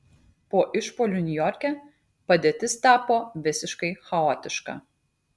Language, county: Lithuanian, Kaunas